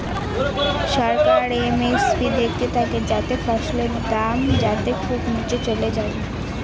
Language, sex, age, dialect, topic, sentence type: Bengali, female, 18-24, Northern/Varendri, agriculture, statement